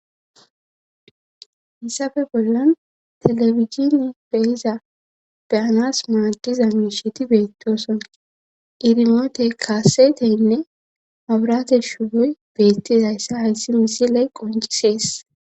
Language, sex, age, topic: Gamo, female, 25-35, government